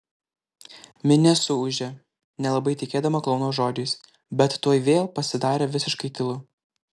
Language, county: Lithuanian, Klaipėda